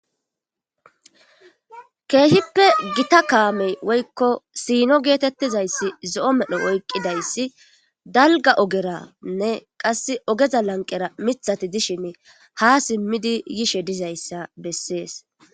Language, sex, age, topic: Gamo, male, 18-24, government